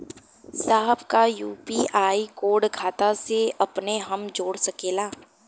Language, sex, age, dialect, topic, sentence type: Bhojpuri, female, 18-24, Western, banking, question